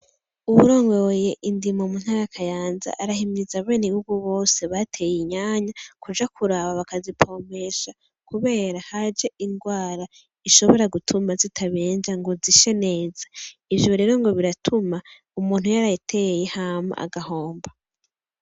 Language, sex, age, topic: Rundi, female, 18-24, agriculture